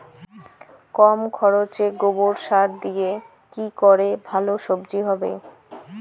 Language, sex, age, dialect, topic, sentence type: Bengali, female, 25-30, Rajbangshi, agriculture, question